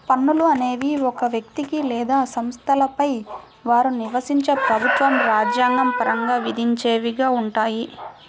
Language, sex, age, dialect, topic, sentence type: Telugu, female, 56-60, Central/Coastal, banking, statement